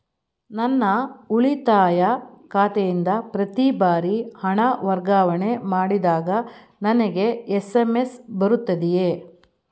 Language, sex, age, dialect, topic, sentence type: Kannada, female, 46-50, Mysore Kannada, banking, question